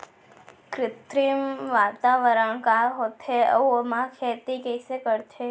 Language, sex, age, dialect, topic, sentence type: Chhattisgarhi, female, 18-24, Central, agriculture, question